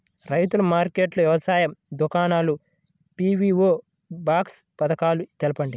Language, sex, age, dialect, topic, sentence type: Telugu, male, 25-30, Central/Coastal, agriculture, question